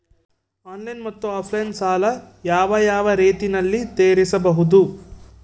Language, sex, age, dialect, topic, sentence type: Kannada, male, 18-24, Central, banking, question